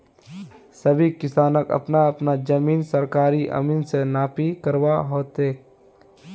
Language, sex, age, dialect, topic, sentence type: Magahi, male, 18-24, Northeastern/Surjapuri, agriculture, statement